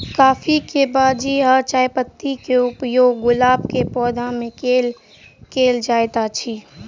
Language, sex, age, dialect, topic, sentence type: Maithili, female, 46-50, Southern/Standard, agriculture, question